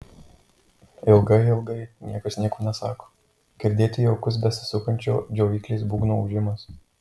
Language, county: Lithuanian, Marijampolė